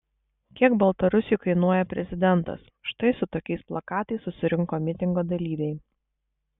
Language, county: Lithuanian, Kaunas